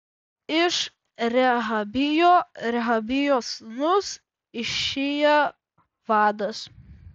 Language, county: Lithuanian, Vilnius